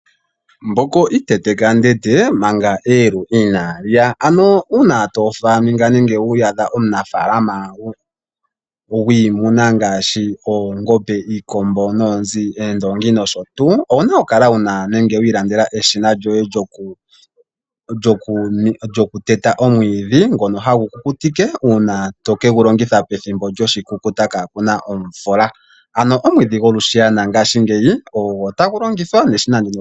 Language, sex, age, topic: Oshiwambo, male, 25-35, agriculture